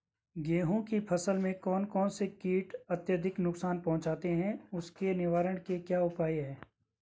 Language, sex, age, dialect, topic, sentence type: Hindi, male, 25-30, Garhwali, agriculture, question